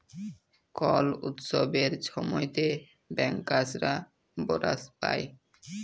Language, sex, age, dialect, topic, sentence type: Bengali, male, 18-24, Jharkhandi, banking, statement